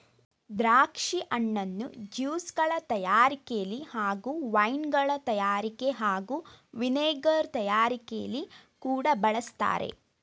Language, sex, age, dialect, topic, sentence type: Kannada, female, 18-24, Mysore Kannada, agriculture, statement